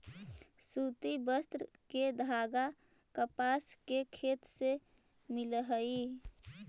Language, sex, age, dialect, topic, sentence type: Magahi, female, 18-24, Central/Standard, agriculture, statement